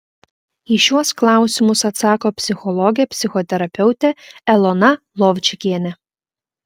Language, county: Lithuanian, Klaipėda